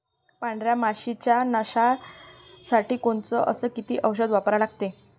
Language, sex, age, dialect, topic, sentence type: Marathi, female, 31-35, Varhadi, agriculture, question